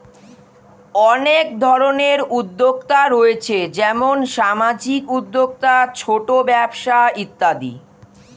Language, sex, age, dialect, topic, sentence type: Bengali, male, 46-50, Standard Colloquial, banking, statement